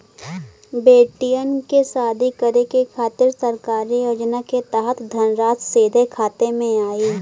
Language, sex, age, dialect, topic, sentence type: Bhojpuri, female, 18-24, Western, banking, question